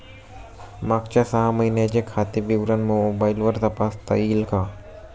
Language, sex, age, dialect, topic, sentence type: Marathi, male, 25-30, Standard Marathi, banking, question